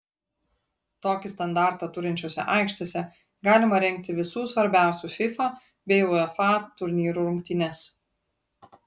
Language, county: Lithuanian, Klaipėda